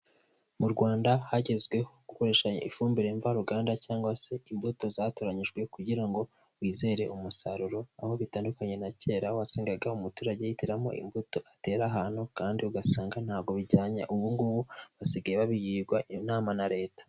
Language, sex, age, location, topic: Kinyarwanda, male, 18-24, Huye, agriculture